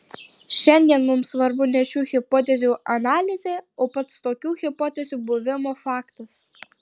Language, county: Lithuanian, Tauragė